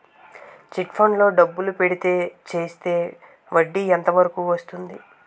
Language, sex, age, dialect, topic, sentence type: Telugu, male, 18-24, Utterandhra, banking, question